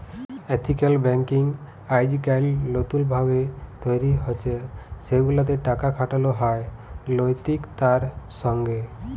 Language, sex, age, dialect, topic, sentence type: Bengali, male, 25-30, Jharkhandi, banking, statement